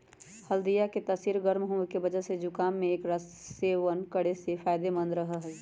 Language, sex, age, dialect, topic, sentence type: Magahi, female, 25-30, Western, agriculture, statement